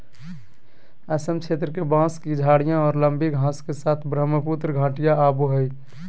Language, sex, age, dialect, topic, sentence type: Magahi, male, 18-24, Southern, agriculture, statement